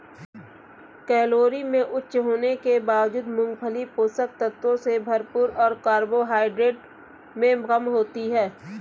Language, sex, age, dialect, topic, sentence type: Hindi, female, 25-30, Kanauji Braj Bhasha, agriculture, statement